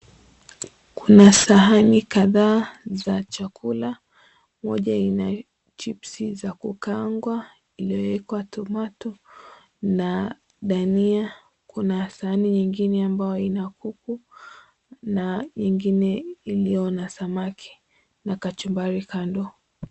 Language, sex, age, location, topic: Swahili, female, 25-35, Mombasa, agriculture